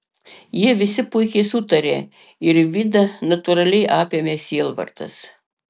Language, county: Lithuanian, Panevėžys